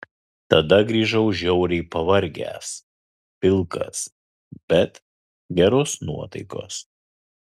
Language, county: Lithuanian, Kaunas